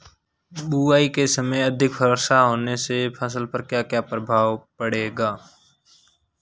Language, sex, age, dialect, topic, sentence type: Hindi, male, 18-24, Marwari Dhudhari, agriculture, question